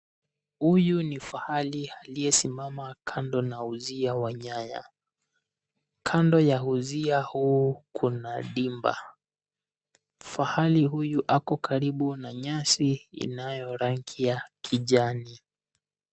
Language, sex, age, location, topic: Swahili, male, 18-24, Nairobi, government